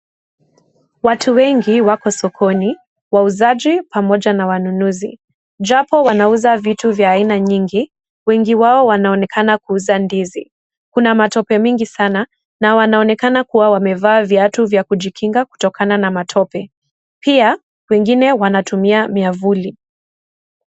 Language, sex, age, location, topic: Swahili, female, 18-24, Kisii, finance